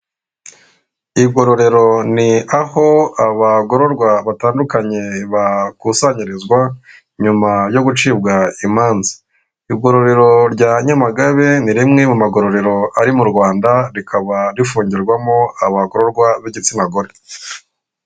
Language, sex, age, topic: Kinyarwanda, male, 36-49, government